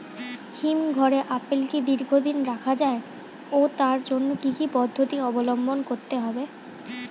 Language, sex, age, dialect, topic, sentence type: Bengali, female, 18-24, Standard Colloquial, agriculture, question